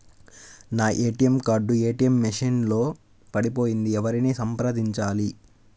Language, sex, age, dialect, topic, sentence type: Telugu, male, 18-24, Central/Coastal, banking, question